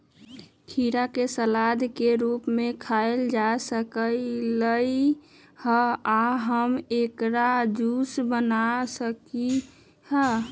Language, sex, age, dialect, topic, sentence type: Magahi, female, 18-24, Western, agriculture, statement